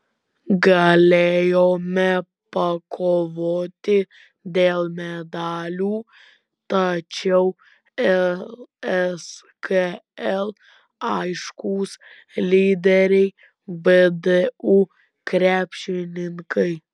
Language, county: Lithuanian, Vilnius